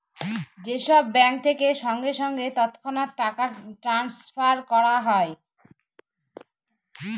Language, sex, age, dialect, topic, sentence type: Bengali, female, 18-24, Northern/Varendri, banking, statement